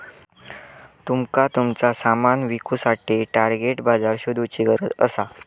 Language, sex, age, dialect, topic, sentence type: Marathi, male, 25-30, Southern Konkan, banking, statement